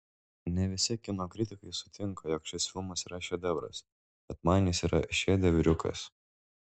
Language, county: Lithuanian, Šiauliai